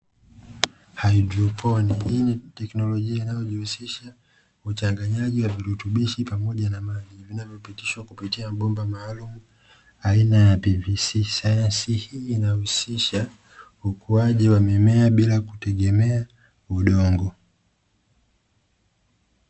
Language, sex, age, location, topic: Swahili, male, 25-35, Dar es Salaam, agriculture